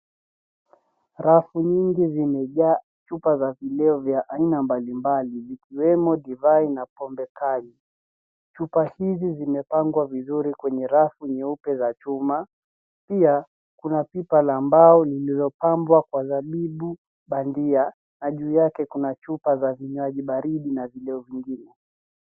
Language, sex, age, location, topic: Swahili, female, 36-49, Nairobi, finance